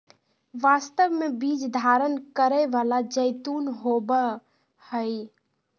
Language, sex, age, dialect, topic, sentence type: Magahi, female, 56-60, Southern, agriculture, statement